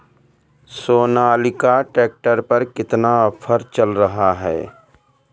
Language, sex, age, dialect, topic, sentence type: Hindi, male, 18-24, Awadhi Bundeli, agriculture, question